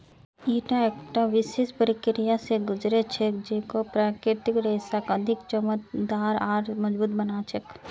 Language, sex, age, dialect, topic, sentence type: Magahi, female, 18-24, Northeastern/Surjapuri, agriculture, statement